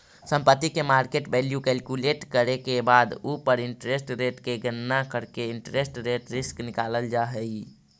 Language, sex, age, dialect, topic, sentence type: Magahi, male, 25-30, Central/Standard, agriculture, statement